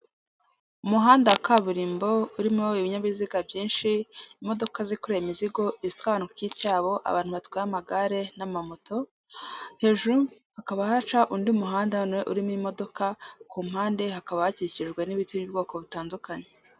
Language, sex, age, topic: Kinyarwanda, male, 18-24, government